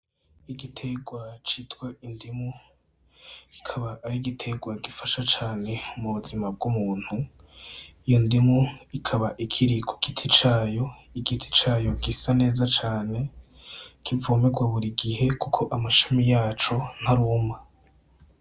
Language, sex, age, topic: Rundi, male, 18-24, agriculture